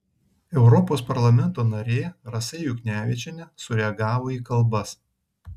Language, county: Lithuanian, Kaunas